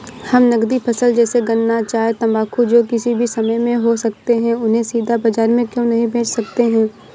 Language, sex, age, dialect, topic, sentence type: Hindi, female, 18-24, Awadhi Bundeli, agriculture, question